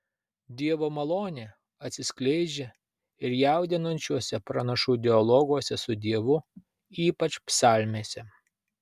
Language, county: Lithuanian, Vilnius